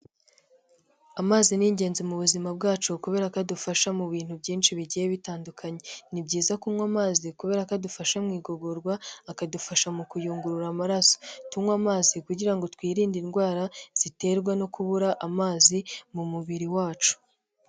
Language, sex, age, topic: Kinyarwanda, female, 18-24, health